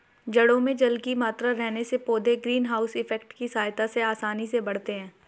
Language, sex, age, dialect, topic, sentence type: Hindi, female, 18-24, Hindustani Malvi Khadi Boli, agriculture, statement